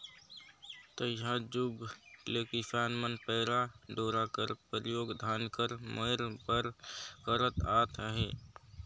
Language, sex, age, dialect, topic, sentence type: Chhattisgarhi, male, 60-100, Northern/Bhandar, agriculture, statement